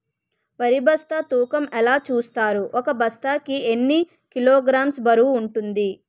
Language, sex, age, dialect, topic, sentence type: Telugu, female, 18-24, Utterandhra, agriculture, question